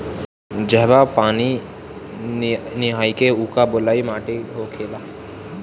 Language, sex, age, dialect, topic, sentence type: Bhojpuri, male, <18, Northern, agriculture, statement